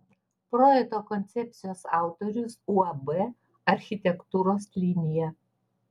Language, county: Lithuanian, Vilnius